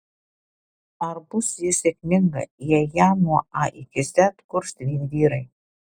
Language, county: Lithuanian, Alytus